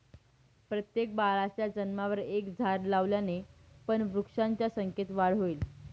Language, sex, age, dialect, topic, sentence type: Marathi, female, 18-24, Northern Konkan, agriculture, statement